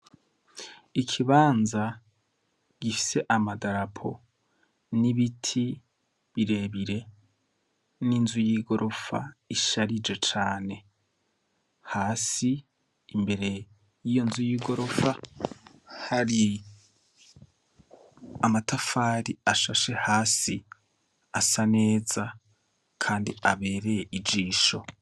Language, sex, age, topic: Rundi, male, 25-35, education